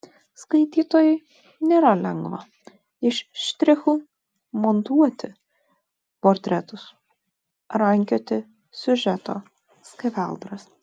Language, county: Lithuanian, Vilnius